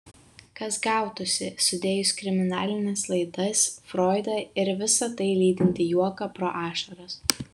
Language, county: Lithuanian, Vilnius